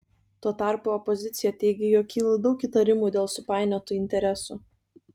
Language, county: Lithuanian, Kaunas